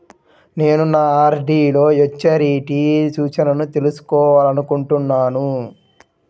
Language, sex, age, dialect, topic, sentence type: Telugu, male, 18-24, Central/Coastal, banking, statement